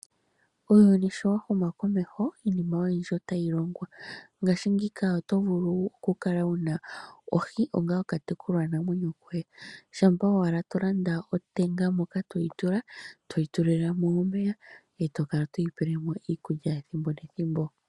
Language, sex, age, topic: Oshiwambo, female, 25-35, agriculture